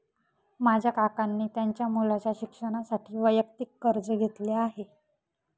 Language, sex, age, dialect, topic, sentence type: Marathi, female, 18-24, Northern Konkan, banking, statement